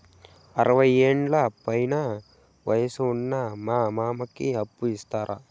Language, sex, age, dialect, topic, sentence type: Telugu, male, 18-24, Southern, banking, statement